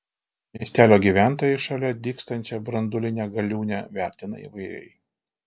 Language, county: Lithuanian, Alytus